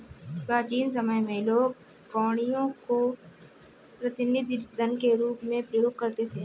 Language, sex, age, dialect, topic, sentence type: Hindi, female, 18-24, Marwari Dhudhari, banking, statement